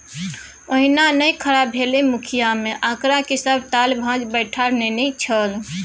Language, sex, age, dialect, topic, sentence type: Maithili, female, 25-30, Bajjika, banking, statement